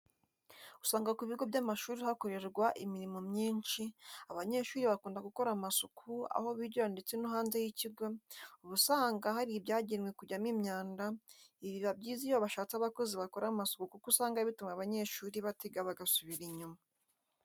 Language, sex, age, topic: Kinyarwanda, female, 18-24, education